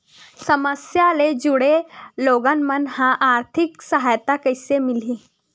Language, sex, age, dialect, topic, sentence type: Chhattisgarhi, female, 18-24, Western/Budati/Khatahi, banking, question